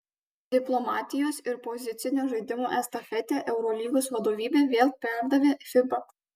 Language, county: Lithuanian, Kaunas